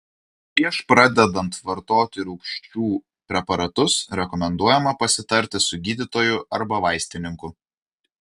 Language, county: Lithuanian, Vilnius